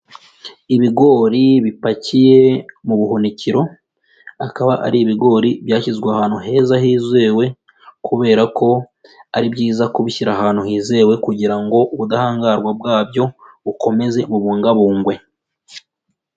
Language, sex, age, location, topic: Kinyarwanda, female, 25-35, Kigali, agriculture